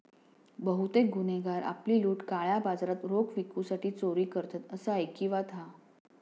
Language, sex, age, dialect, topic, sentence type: Marathi, female, 56-60, Southern Konkan, banking, statement